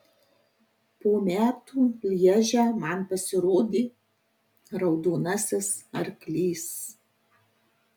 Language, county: Lithuanian, Marijampolė